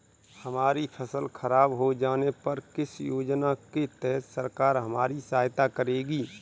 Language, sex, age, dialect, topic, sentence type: Hindi, male, 31-35, Kanauji Braj Bhasha, agriculture, question